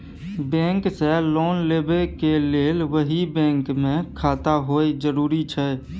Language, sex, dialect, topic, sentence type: Maithili, male, Bajjika, banking, question